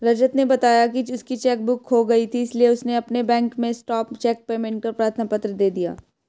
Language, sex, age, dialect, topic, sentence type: Hindi, female, 18-24, Hindustani Malvi Khadi Boli, banking, statement